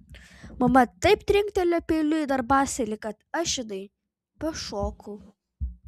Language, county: Lithuanian, Vilnius